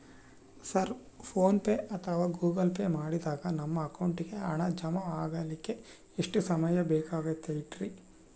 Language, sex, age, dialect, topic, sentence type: Kannada, male, 18-24, Central, banking, question